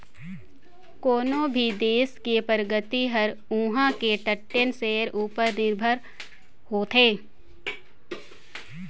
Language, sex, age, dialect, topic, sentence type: Chhattisgarhi, female, 60-100, Northern/Bhandar, banking, statement